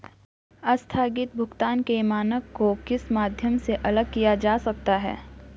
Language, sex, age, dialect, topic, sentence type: Hindi, female, 41-45, Garhwali, banking, statement